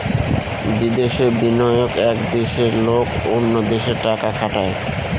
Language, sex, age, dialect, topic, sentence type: Bengali, male, 36-40, Northern/Varendri, banking, statement